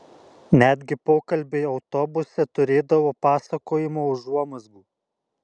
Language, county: Lithuanian, Alytus